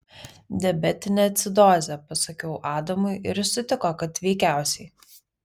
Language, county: Lithuanian, Vilnius